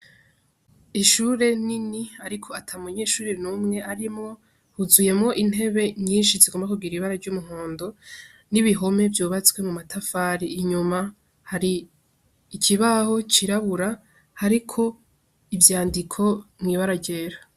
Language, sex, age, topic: Rundi, female, 18-24, education